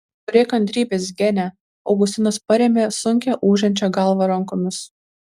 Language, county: Lithuanian, Kaunas